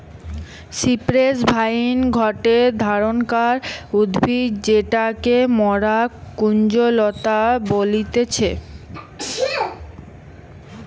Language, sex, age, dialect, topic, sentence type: Bengali, female, 18-24, Western, agriculture, statement